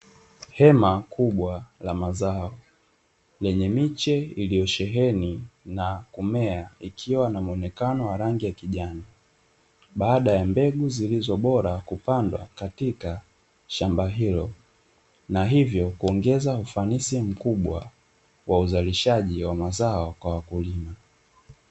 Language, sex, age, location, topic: Swahili, male, 25-35, Dar es Salaam, agriculture